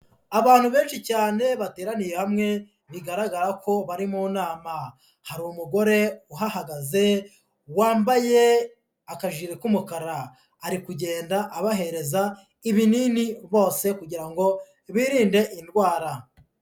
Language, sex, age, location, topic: Kinyarwanda, female, 18-24, Huye, health